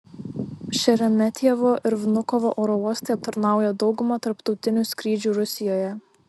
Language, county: Lithuanian, Šiauliai